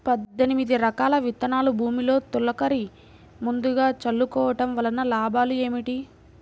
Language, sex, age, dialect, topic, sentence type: Telugu, female, 41-45, Central/Coastal, agriculture, question